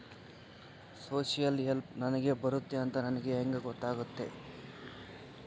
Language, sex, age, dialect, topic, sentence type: Kannada, male, 51-55, Central, banking, question